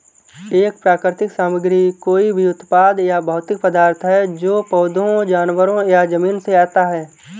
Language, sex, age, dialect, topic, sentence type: Hindi, male, 18-24, Marwari Dhudhari, agriculture, statement